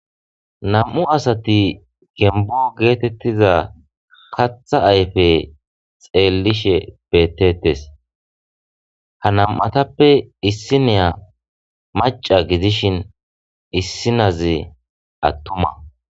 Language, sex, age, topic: Gamo, male, 25-35, agriculture